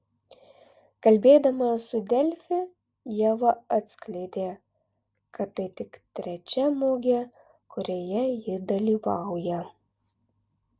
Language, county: Lithuanian, Alytus